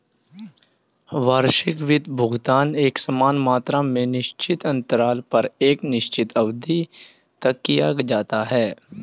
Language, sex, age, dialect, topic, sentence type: Hindi, male, 18-24, Hindustani Malvi Khadi Boli, banking, statement